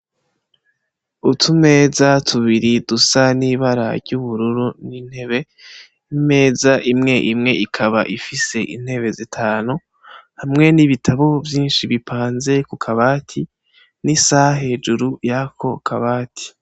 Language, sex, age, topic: Rundi, female, 18-24, education